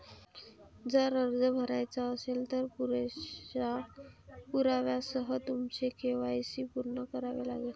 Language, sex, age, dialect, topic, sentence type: Marathi, female, 18-24, Varhadi, banking, statement